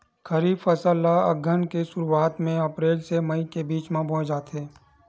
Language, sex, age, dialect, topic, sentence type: Chhattisgarhi, male, 46-50, Western/Budati/Khatahi, agriculture, statement